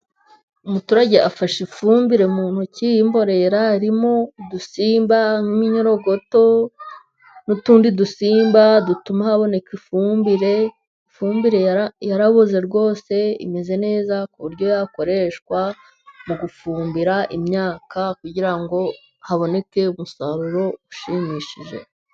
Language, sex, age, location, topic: Kinyarwanda, female, 25-35, Musanze, agriculture